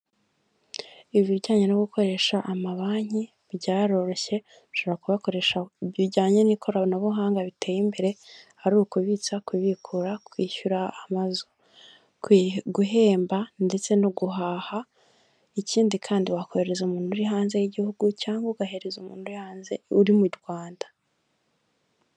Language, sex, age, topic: Kinyarwanda, female, 18-24, finance